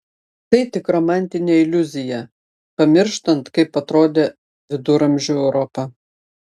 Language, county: Lithuanian, Panevėžys